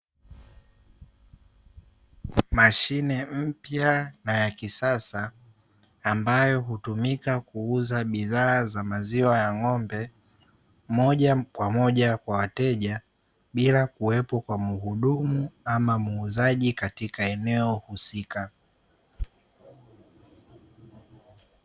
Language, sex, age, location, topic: Swahili, male, 18-24, Dar es Salaam, finance